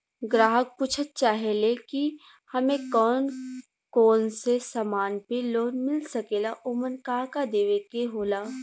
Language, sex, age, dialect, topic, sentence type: Bhojpuri, female, 18-24, Western, banking, question